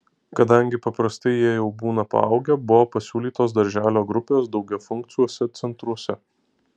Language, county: Lithuanian, Alytus